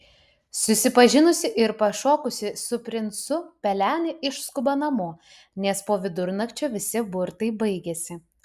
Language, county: Lithuanian, Utena